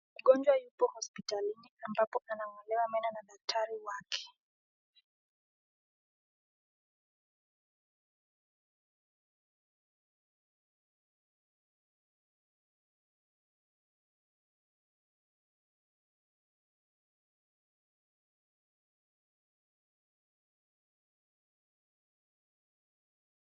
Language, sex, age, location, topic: Swahili, female, 18-24, Nakuru, health